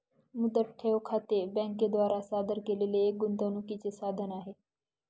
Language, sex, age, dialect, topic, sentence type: Marathi, female, 25-30, Northern Konkan, banking, statement